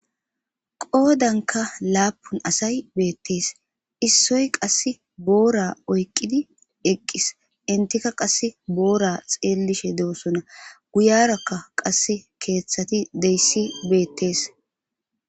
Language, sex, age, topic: Gamo, male, 18-24, government